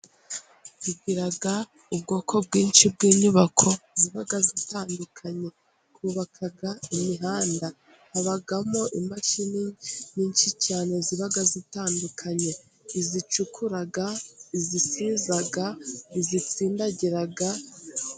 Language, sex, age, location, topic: Kinyarwanda, female, 18-24, Musanze, government